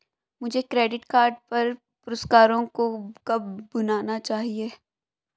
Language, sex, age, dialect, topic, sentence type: Hindi, female, 25-30, Hindustani Malvi Khadi Boli, banking, question